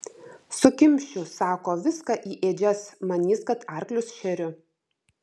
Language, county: Lithuanian, Vilnius